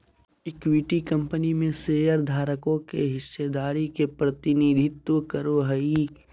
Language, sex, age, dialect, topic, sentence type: Magahi, male, 18-24, Southern, banking, statement